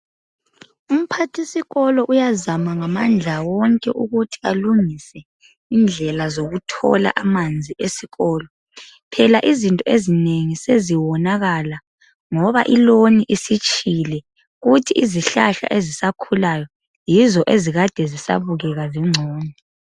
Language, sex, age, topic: North Ndebele, female, 25-35, education